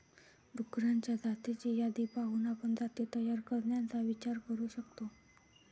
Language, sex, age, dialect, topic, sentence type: Marathi, female, 41-45, Varhadi, agriculture, statement